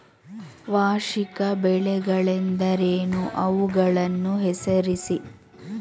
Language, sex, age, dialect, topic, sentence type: Kannada, female, 36-40, Mysore Kannada, agriculture, question